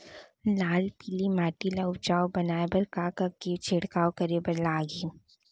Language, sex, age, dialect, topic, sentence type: Chhattisgarhi, female, 60-100, Central, agriculture, question